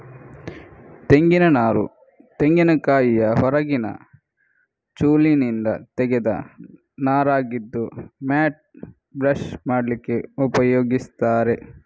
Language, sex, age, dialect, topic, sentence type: Kannada, male, 31-35, Coastal/Dakshin, agriculture, statement